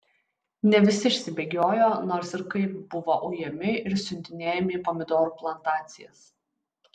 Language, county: Lithuanian, Utena